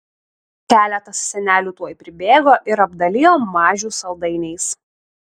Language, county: Lithuanian, Šiauliai